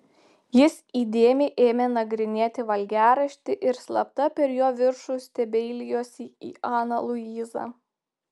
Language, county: Lithuanian, Telšiai